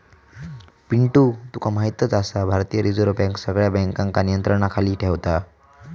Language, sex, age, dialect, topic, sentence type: Marathi, male, 18-24, Southern Konkan, banking, statement